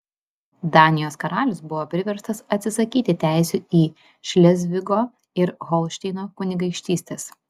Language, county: Lithuanian, Vilnius